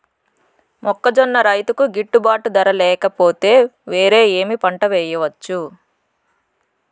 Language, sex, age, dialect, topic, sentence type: Telugu, female, 60-100, Southern, agriculture, question